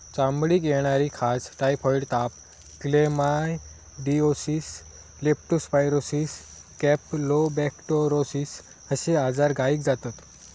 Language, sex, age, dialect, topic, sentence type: Marathi, male, 25-30, Southern Konkan, agriculture, statement